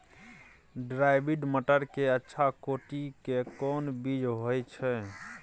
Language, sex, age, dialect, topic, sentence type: Maithili, male, 18-24, Bajjika, agriculture, question